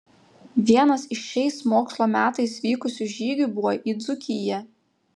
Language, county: Lithuanian, Panevėžys